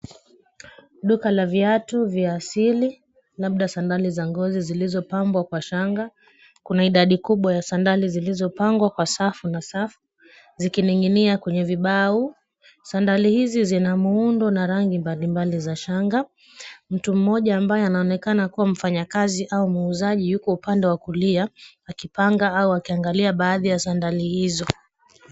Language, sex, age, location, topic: Swahili, female, 25-35, Kisumu, finance